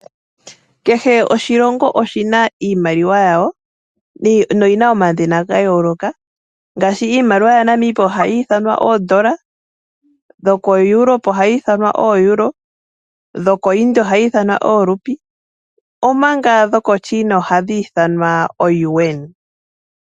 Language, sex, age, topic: Oshiwambo, female, 18-24, finance